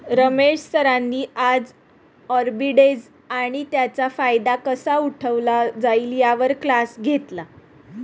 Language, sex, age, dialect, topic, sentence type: Marathi, female, 31-35, Standard Marathi, banking, statement